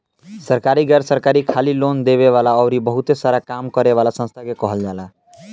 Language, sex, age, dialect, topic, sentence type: Bhojpuri, male, <18, Southern / Standard, banking, statement